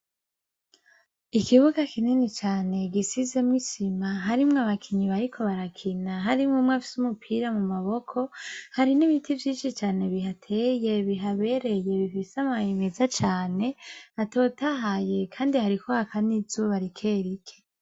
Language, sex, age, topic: Rundi, female, 25-35, education